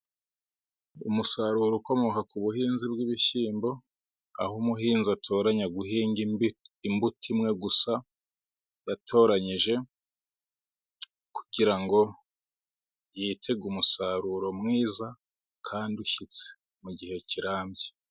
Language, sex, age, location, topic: Kinyarwanda, male, 36-49, Musanze, agriculture